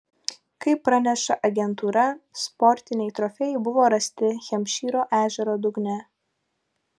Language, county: Lithuanian, Vilnius